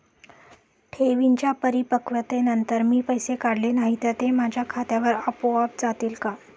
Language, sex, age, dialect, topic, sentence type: Marathi, female, 31-35, Standard Marathi, banking, question